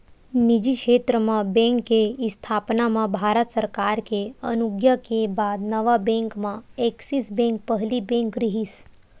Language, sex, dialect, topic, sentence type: Chhattisgarhi, female, Western/Budati/Khatahi, banking, statement